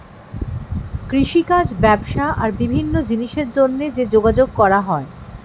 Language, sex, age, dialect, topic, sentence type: Bengali, female, 51-55, Standard Colloquial, agriculture, statement